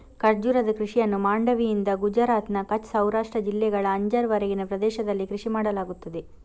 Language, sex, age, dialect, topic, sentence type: Kannada, female, 18-24, Coastal/Dakshin, agriculture, statement